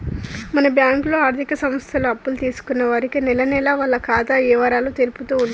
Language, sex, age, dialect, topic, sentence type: Telugu, female, 46-50, Telangana, banking, statement